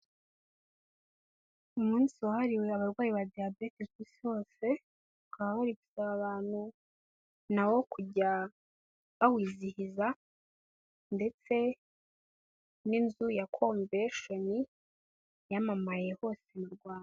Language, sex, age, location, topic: Kinyarwanda, female, 18-24, Kigali, health